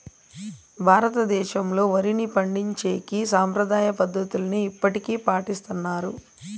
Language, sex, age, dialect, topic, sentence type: Telugu, female, 31-35, Southern, agriculture, statement